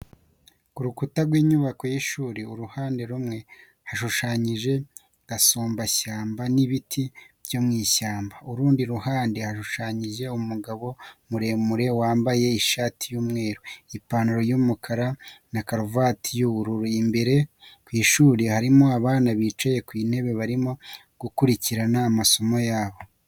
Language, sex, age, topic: Kinyarwanda, male, 25-35, education